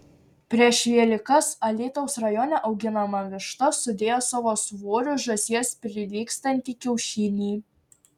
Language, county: Lithuanian, Šiauliai